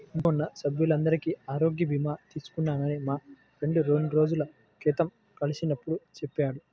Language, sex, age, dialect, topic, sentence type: Telugu, male, 18-24, Central/Coastal, banking, statement